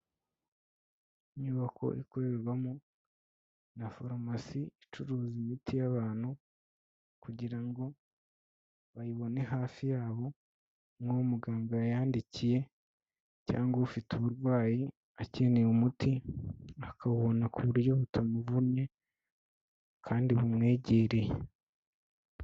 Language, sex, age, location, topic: Kinyarwanda, male, 25-35, Kigali, health